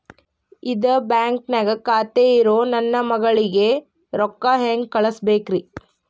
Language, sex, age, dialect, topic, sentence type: Kannada, female, 18-24, Dharwad Kannada, banking, question